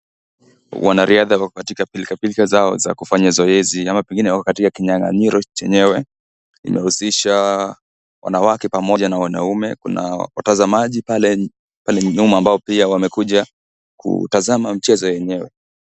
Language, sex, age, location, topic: Swahili, male, 18-24, Kisii, education